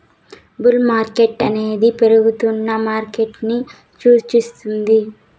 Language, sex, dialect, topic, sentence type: Telugu, female, Southern, banking, statement